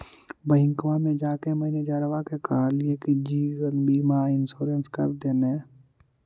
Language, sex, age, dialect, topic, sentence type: Magahi, male, 18-24, Central/Standard, banking, question